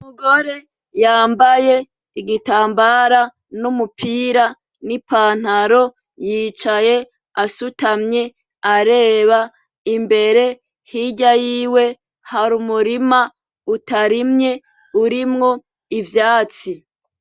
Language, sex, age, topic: Rundi, female, 25-35, agriculture